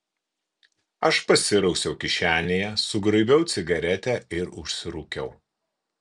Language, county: Lithuanian, Kaunas